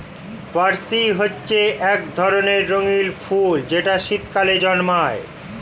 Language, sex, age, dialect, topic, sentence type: Bengali, male, 46-50, Standard Colloquial, agriculture, statement